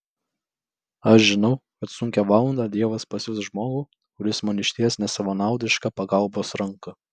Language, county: Lithuanian, Vilnius